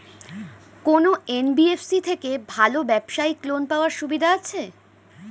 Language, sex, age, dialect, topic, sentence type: Bengali, female, 25-30, Standard Colloquial, banking, question